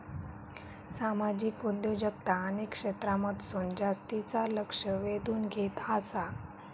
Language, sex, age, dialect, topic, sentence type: Marathi, female, 31-35, Southern Konkan, banking, statement